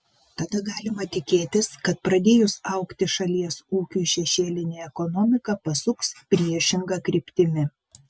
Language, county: Lithuanian, Vilnius